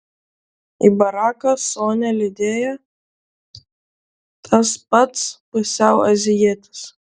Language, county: Lithuanian, Vilnius